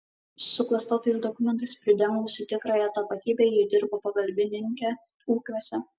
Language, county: Lithuanian, Kaunas